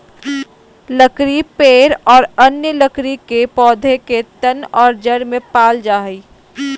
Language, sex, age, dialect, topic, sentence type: Magahi, female, 46-50, Southern, agriculture, statement